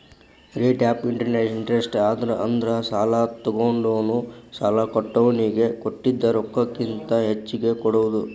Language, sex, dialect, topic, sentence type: Kannada, male, Dharwad Kannada, banking, statement